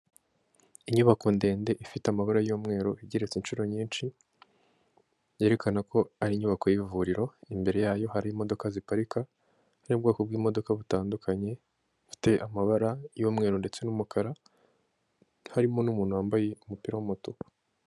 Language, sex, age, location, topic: Kinyarwanda, female, 25-35, Kigali, health